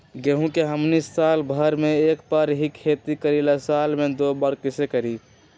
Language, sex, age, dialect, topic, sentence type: Magahi, male, 18-24, Western, agriculture, question